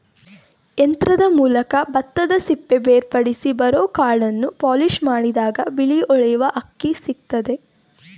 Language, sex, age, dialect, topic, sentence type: Kannada, female, 18-24, Mysore Kannada, agriculture, statement